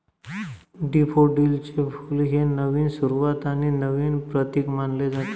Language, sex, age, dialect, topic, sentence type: Marathi, male, 25-30, Northern Konkan, agriculture, statement